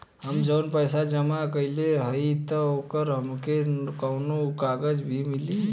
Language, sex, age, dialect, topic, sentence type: Bhojpuri, male, 25-30, Western, banking, question